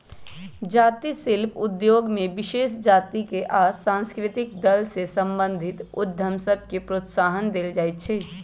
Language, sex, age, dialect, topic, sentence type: Magahi, male, 25-30, Western, banking, statement